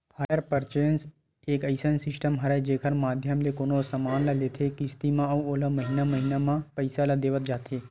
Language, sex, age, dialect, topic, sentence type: Chhattisgarhi, male, 18-24, Western/Budati/Khatahi, banking, statement